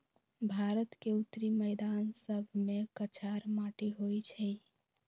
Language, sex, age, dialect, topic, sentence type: Magahi, female, 18-24, Western, agriculture, statement